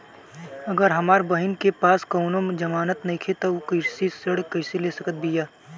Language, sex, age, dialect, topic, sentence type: Bhojpuri, male, 18-24, Southern / Standard, agriculture, statement